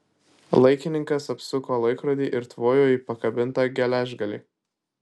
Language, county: Lithuanian, Kaunas